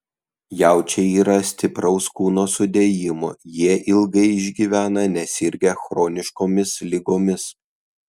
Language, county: Lithuanian, Kaunas